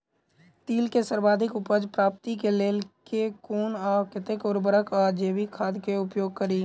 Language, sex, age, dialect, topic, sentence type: Maithili, male, 18-24, Southern/Standard, agriculture, question